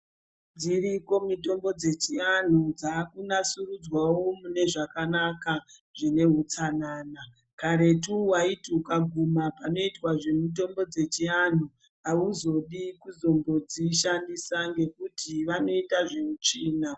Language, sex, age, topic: Ndau, female, 25-35, health